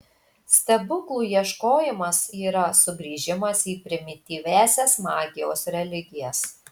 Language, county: Lithuanian, Marijampolė